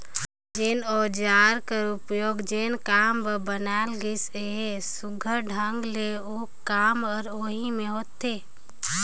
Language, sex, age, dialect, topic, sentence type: Chhattisgarhi, female, 18-24, Northern/Bhandar, agriculture, statement